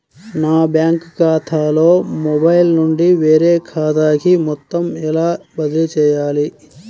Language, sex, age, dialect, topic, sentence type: Telugu, male, 41-45, Central/Coastal, banking, question